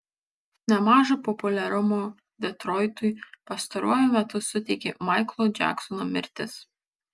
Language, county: Lithuanian, Kaunas